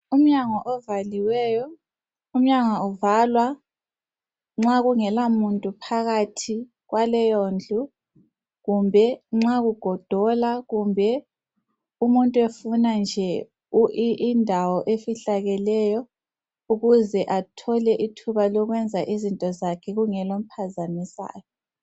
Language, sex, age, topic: North Ndebele, female, 25-35, education